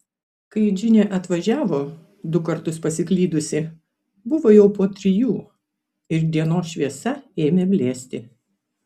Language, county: Lithuanian, Vilnius